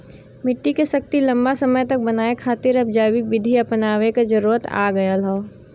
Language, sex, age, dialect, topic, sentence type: Bhojpuri, female, 18-24, Western, agriculture, statement